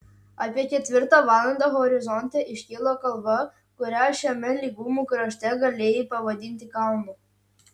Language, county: Lithuanian, Utena